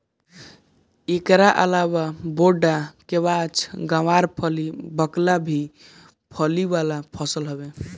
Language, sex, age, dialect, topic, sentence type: Bhojpuri, male, 18-24, Northern, agriculture, statement